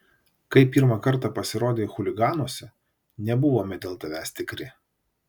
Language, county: Lithuanian, Vilnius